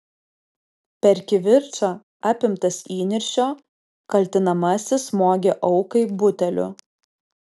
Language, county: Lithuanian, Alytus